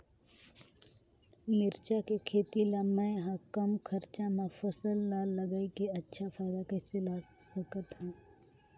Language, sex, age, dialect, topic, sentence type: Chhattisgarhi, female, 18-24, Northern/Bhandar, agriculture, question